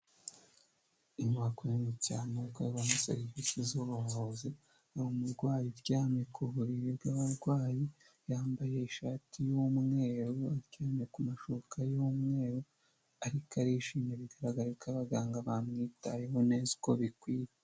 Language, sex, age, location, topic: Kinyarwanda, male, 25-35, Huye, health